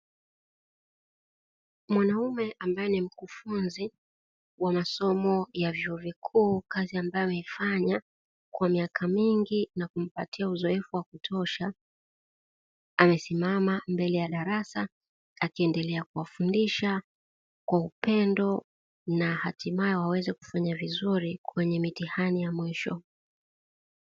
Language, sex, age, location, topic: Swahili, female, 36-49, Dar es Salaam, education